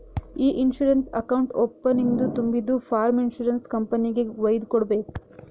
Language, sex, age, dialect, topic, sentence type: Kannada, female, 18-24, Northeastern, banking, statement